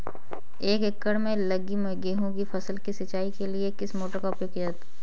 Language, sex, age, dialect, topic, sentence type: Hindi, female, 18-24, Kanauji Braj Bhasha, agriculture, question